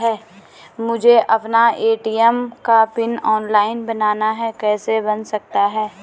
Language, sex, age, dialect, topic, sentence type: Hindi, female, 31-35, Garhwali, banking, question